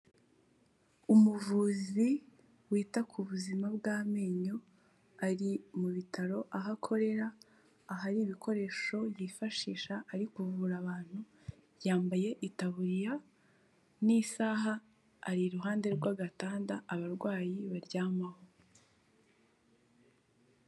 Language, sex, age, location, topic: Kinyarwanda, female, 18-24, Kigali, health